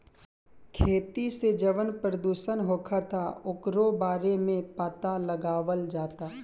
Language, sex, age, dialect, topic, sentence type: Bhojpuri, male, 18-24, Southern / Standard, agriculture, statement